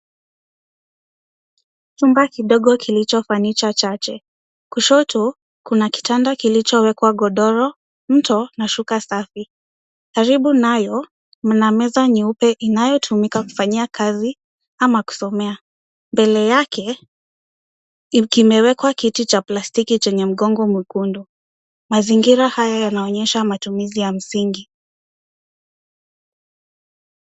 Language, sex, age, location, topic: Swahili, female, 18-24, Nairobi, education